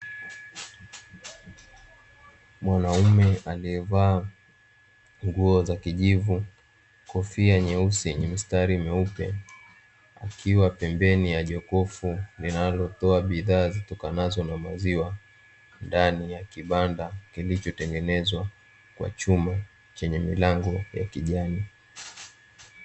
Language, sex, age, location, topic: Swahili, male, 18-24, Dar es Salaam, finance